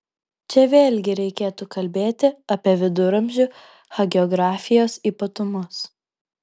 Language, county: Lithuanian, Vilnius